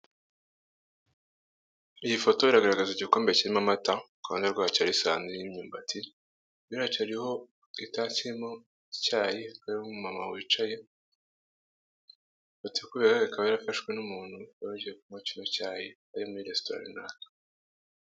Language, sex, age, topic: Kinyarwanda, male, 18-24, finance